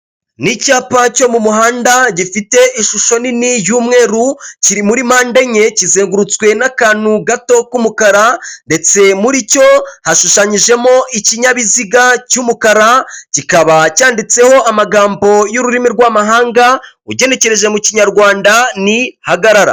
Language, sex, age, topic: Kinyarwanda, male, 25-35, government